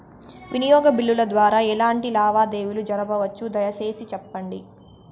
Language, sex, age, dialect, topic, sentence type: Telugu, female, 18-24, Southern, banking, question